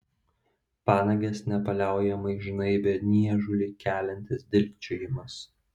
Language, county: Lithuanian, Vilnius